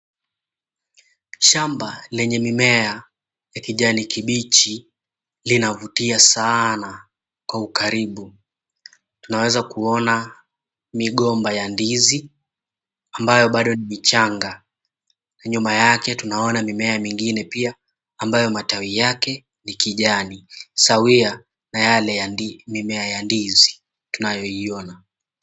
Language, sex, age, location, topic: Swahili, male, 25-35, Mombasa, agriculture